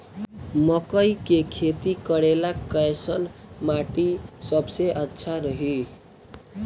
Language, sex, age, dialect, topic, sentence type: Bhojpuri, male, <18, Southern / Standard, agriculture, question